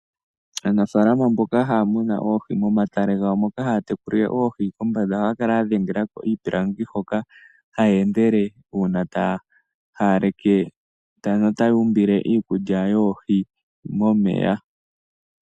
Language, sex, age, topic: Oshiwambo, female, 18-24, agriculture